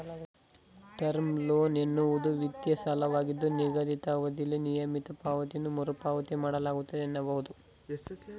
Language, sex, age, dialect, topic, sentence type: Kannada, male, 18-24, Mysore Kannada, banking, statement